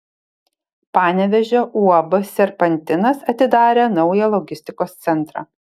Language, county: Lithuanian, Šiauliai